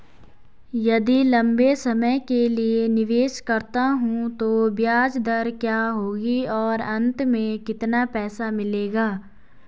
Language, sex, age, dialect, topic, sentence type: Hindi, female, 18-24, Garhwali, banking, question